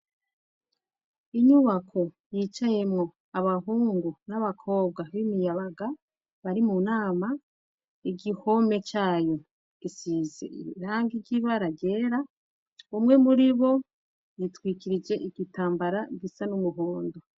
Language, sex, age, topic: Rundi, female, 36-49, education